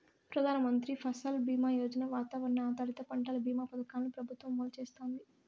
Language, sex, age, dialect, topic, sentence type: Telugu, female, 56-60, Southern, agriculture, statement